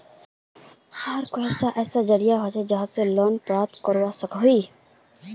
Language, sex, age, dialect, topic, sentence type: Magahi, female, 18-24, Northeastern/Surjapuri, banking, question